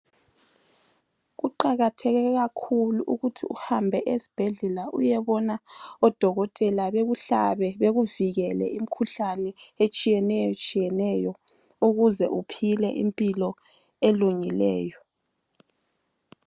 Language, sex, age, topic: North Ndebele, female, 25-35, health